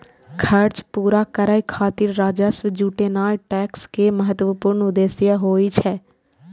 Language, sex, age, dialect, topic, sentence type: Maithili, female, 18-24, Eastern / Thethi, banking, statement